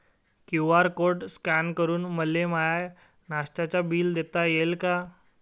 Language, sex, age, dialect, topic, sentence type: Marathi, male, 18-24, Varhadi, banking, question